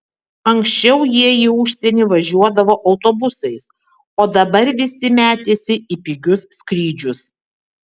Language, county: Lithuanian, Vilnius